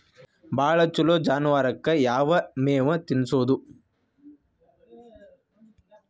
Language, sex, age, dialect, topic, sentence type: Kannada, male, 25-30, Dharwad Kannada, agriculture, question